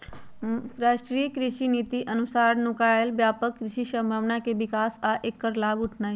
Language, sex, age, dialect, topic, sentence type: Magahi, female, 31-35, Western, agriculture, statement